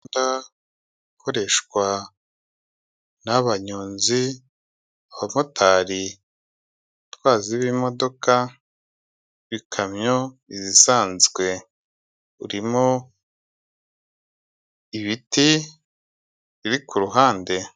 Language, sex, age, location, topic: Kinyarwanda, male, 25-35, Kigali, government